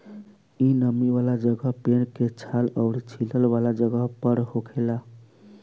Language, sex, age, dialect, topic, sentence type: Bhojpuri, male, 18-24, Southern / Standard, agriculture, statement